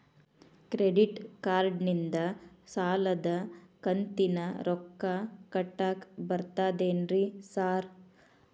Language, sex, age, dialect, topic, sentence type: Kannada, female, 31-35, Dharwad Kannada, banking, question